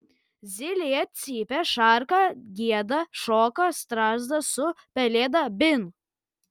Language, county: Lithuanian, Kaunas